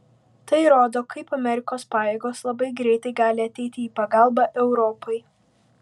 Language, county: Lithuanian, Vilnius